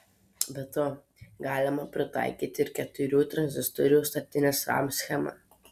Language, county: Lithuanian, Telšiai